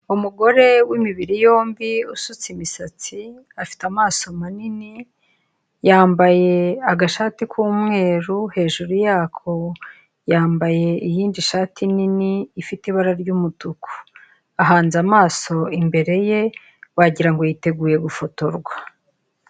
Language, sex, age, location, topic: Kinyarwanda, female, 25-35, Kigali, government